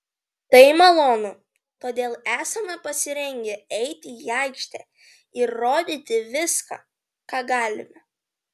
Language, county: Lithuanian, Vilnius